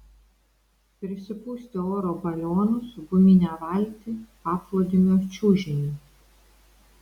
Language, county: Lithuanian, Vilnius